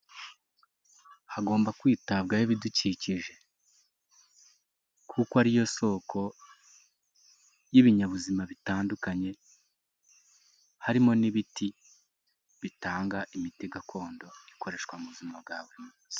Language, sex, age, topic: Kinyarwanda, male, 18-24, health